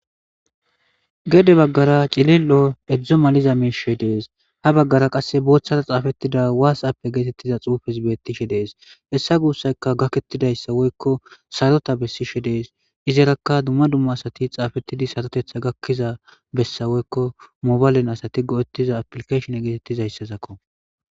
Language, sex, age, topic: Gamo, male, 25-35, government